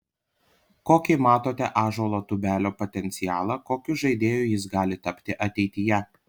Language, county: Lithuanian, Panevėžys